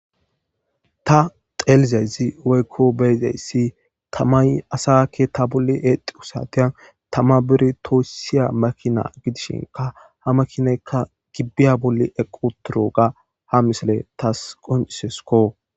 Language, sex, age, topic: Gamo, male, 25-35, government